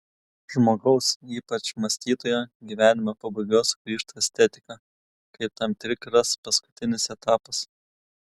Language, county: Lithuanian, Kaunas